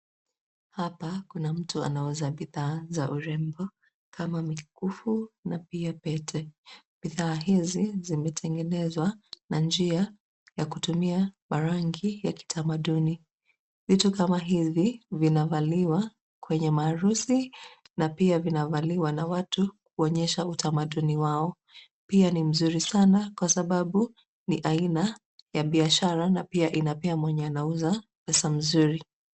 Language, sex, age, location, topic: Swahili, female, 25-35, Nairobi, finance